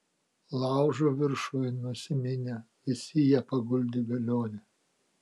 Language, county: Lithuanian, Kaunas